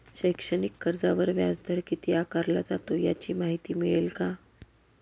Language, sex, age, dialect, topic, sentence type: Marathi, female, 31-35, Northern Konkan, banking, question